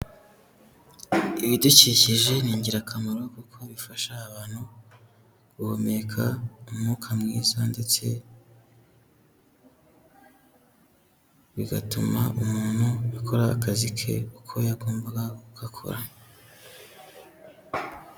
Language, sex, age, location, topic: Kinyarwanda, male, 18-24, Huye, agriculture